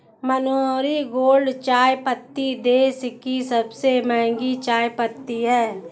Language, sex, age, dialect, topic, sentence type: Hindi, female, 18-24, Hindustani Malvi Khadi Boli, agriculture, statement